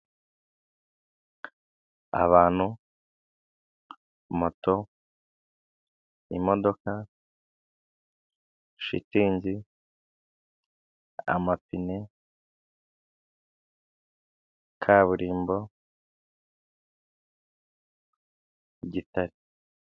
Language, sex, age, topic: Kinyarwanda, male, 25-35, government